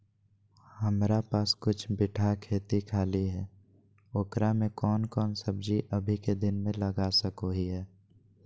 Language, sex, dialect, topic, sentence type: Magahi, male, Southern, agriculture, question